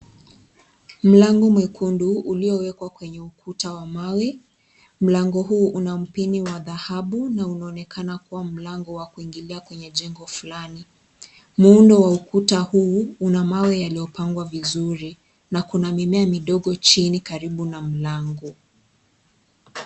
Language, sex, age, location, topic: Swahili, female, 25-35, Kisii, education